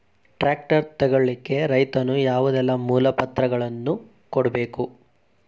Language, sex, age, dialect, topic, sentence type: Kannada, male, 41-45, Coastal/Dakshin, agriculture, question